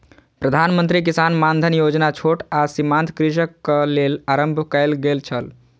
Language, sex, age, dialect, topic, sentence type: Maithili, male, 18-24, Southern/Standard, agriculture, statement